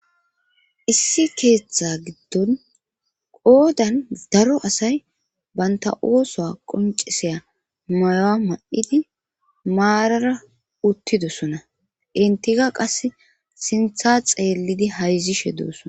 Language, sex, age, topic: Gamo, female, 25-35, government